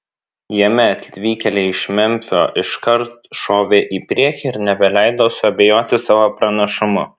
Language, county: Lithuanian, Vilnius